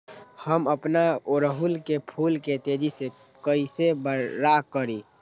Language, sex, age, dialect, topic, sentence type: Magahi, male, 25-30, Western, agriculture, question